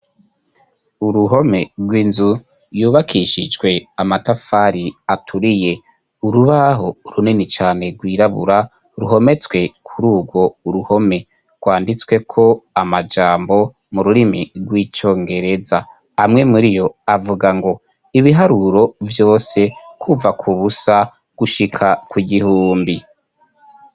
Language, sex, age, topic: Rundi, male, 25-35, education